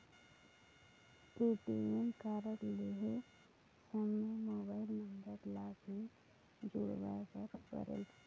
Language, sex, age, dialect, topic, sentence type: Chhattisgarhi, female, 18-24, Northern/Bhandar, banking, question